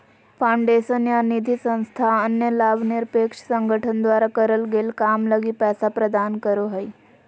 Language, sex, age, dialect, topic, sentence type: Magahi, female, 18-24, Southern, banking, statement